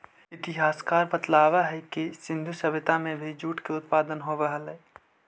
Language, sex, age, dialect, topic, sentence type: Magahi, male, 25-30, Central/Standard, banking, statement